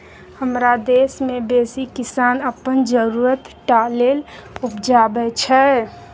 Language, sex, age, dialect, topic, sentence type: Maithili, female, 60-100, Bajjika, agriculture, statement